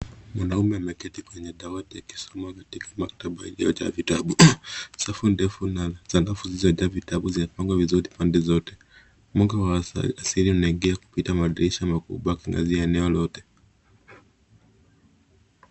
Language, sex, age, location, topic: Swahili, male, 25-35, Nairobi, education